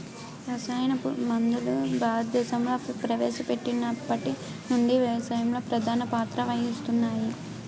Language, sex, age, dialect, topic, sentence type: Telugu, female, 18-24, Utterandhra, agriculture, statement